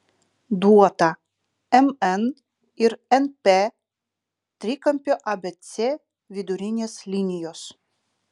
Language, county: Lithuanian, Utena